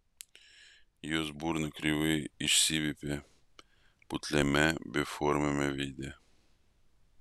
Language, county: Lithuanian, Vilnius